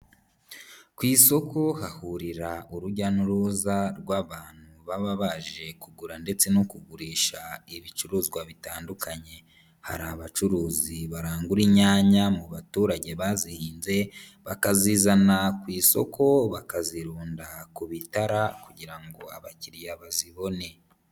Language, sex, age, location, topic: Kinyarwanda, female, 18-24, Nyagatare, agriculture